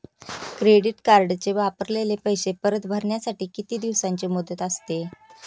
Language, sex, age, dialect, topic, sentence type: Marathi, female, 31-35, Standard Marathi, banking, question